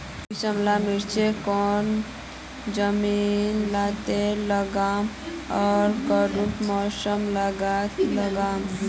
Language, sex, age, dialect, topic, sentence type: Magahi, female, 18-24, Northeastern/Surjapuri, agriculture, question